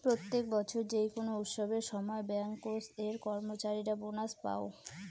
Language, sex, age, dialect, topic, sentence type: Bengali, female, 18-24, Rajbangshi, banking, statement